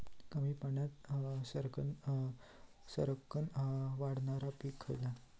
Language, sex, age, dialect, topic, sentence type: Marathi, female, 18-24, Southern Konkan, agriculture, question